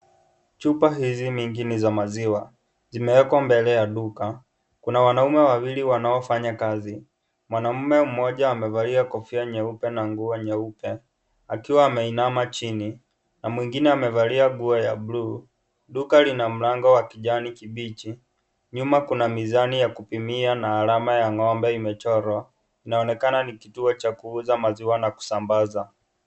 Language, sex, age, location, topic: Swahili, male, 18-24, Kisii, agriculture